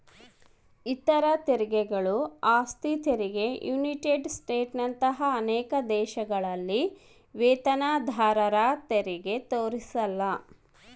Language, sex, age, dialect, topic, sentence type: Kannada, female, 36-40, Central, banking, statement